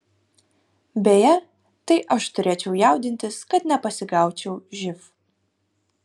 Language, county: Lithuanian, Kaunas